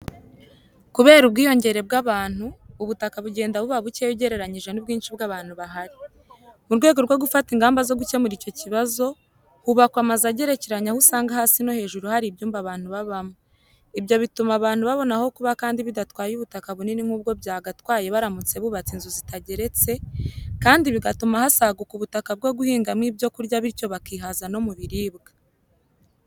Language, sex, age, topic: Kinyarwanda, female, 18-24, education